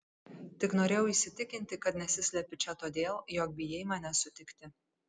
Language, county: Lithuanian, Kaunas